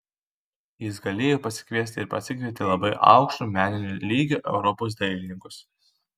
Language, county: Lithuanian, Kaunas